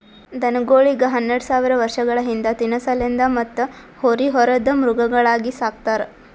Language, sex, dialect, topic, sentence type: Kannada, female, Northeastern, agriculture, statement